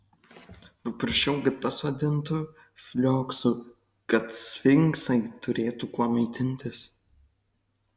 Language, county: Lithuanian, Kaunas